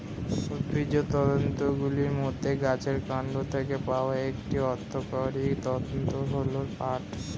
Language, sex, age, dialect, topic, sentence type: Bengali, male, 18-24, Standard Colloquial, agriculture, statement